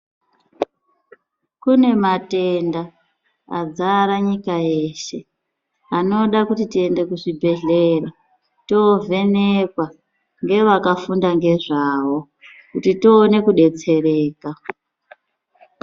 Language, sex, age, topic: Ndau, female, 36-49, health